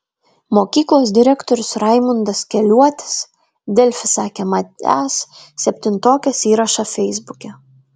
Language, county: Lithuanian, Vilnius